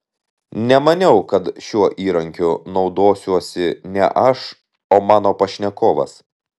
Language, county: Lithuanian, Telšiai